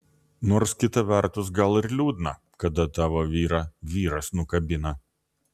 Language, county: Lithuanian, Vilnius